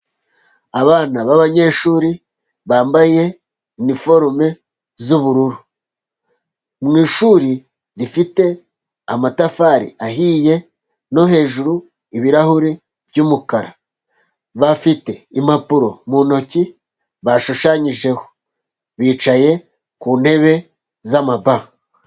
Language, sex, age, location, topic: Kinyarwanda, male, 36-49, Musanze, education